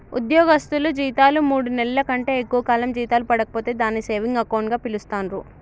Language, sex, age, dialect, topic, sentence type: Telugu, male, 36-40, Telangana, banking, statement